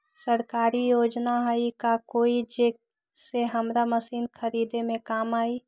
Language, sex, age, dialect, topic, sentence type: Magahi, female, 18-24, Western, agriculture, question